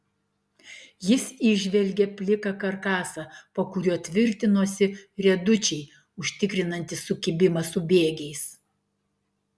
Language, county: Lithuanian, Klaipėda